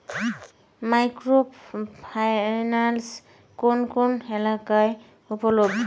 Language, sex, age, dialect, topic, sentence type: Bengali, female, 25-30, Rajbangshi, banking, question